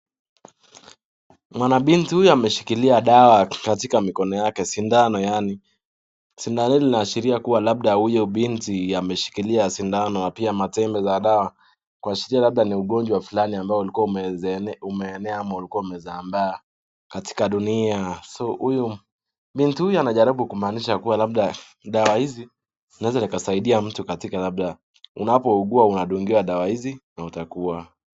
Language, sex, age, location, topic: Swahili, male, 18-24, Nakuru, health